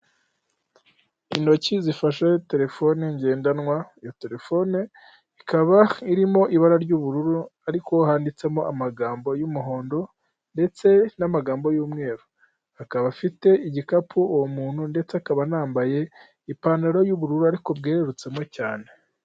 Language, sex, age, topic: Kinyarwanda, male, 18-24, finance